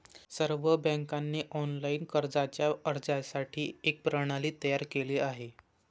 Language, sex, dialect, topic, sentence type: Marathi, male, Varhadi, banking, statement